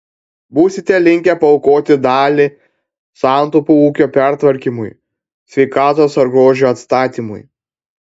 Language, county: Lithuanian, Panevėžys